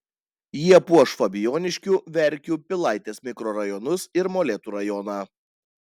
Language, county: Lithuanian, Panevėžys